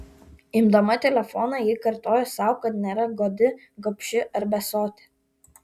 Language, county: Lithuanian, Kaunas